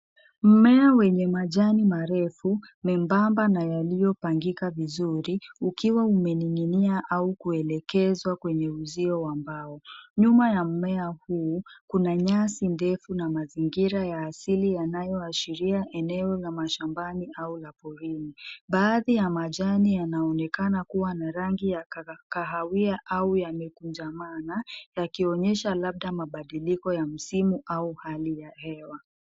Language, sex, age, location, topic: Swahili, female, 18-24, Nairobi, health